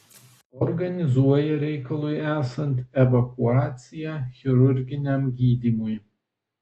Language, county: Lithuanian, Vilnius